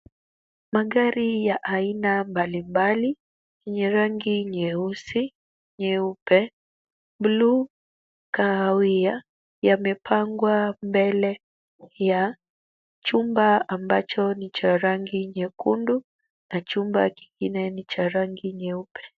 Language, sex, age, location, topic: Swahili, female, 25-35, Kisumu, finance